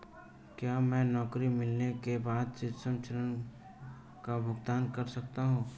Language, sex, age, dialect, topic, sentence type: Hindi, male, 18-24, Marwari Dhudhari, banking, question